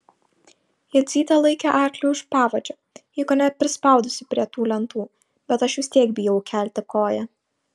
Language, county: Lithuanian, Šiauliai